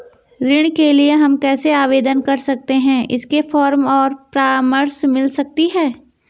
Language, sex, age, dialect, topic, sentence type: Hindi, female, 18-24, Garhwali, banking, question